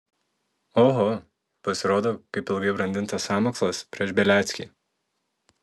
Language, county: Lithuanian, Telšiai